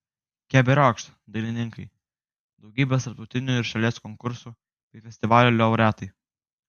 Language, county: Lithuanian, Kaunas